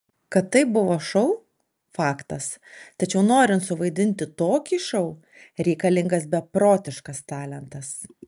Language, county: Lithuanian, Alytus